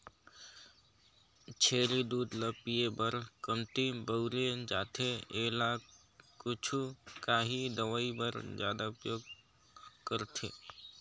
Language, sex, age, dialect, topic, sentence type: Chhattisgarhi, male, 60-100, Northern/Bhandar, agriculture, statement